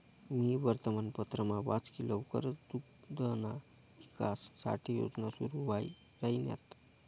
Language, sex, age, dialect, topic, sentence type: Marathi, male, 31-35, Northern Konkan, agriculture, statement